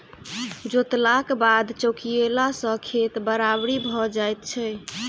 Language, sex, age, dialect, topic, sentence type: Maithili, female, 18-24, Southern/Standard, agriculture, statement